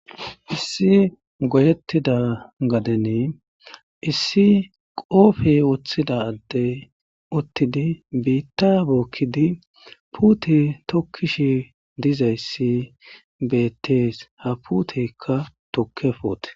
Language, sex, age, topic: Gamo, male, 25-35, agriculture